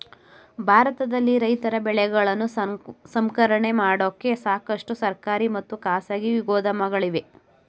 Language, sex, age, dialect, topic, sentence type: Kannada, male, 18-24, Mysore Kannada, agriculture, statement